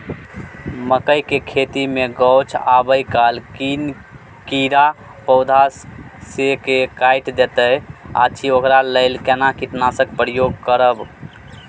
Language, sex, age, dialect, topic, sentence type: Maithili, male, 18-24, Bajjika, agriculture, question